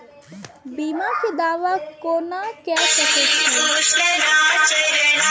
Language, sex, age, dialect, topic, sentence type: Maithili, male, 36-40, Eastern / Thethi, banking, question